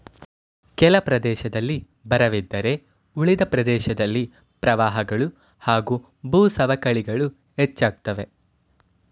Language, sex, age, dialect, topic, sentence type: Kannada, male, 18-24, Mysore Kannada, agriculture, statement